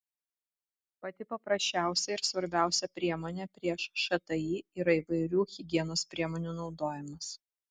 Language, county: Lithuanian, Vilnius